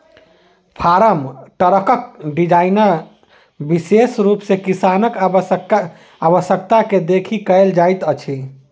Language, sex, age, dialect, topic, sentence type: Maithili, male, 25-30, Southern/Standard, agriculture, statement